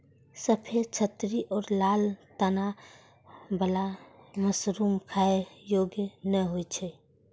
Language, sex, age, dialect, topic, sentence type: Maithili, female, 41-45, Eastern / Thethi, agriculture, statement